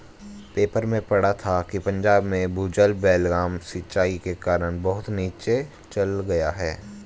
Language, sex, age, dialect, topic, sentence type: Hindi, male, 18-24, Hindustani Malvi Khadi Boli, agriculture, statement